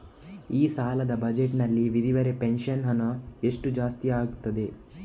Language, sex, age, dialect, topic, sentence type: Kannada, male, 18-24, Coastal/Dakshin, banking, question